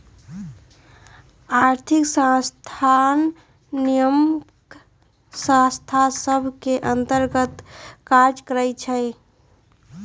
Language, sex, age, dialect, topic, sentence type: Magahi, female, 36-40, Western, banking, statement